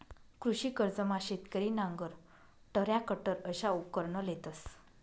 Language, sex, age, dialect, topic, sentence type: Marathi, female, 25-30, Northern Konkan, agriculture, statement